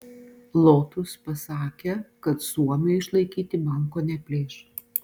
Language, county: Lithuanian, Panevėžys